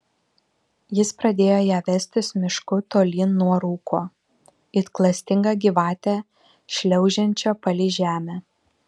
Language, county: Lithuanian, Vilnius